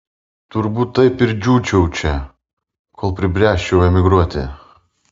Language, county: Lithuanian, Vilnius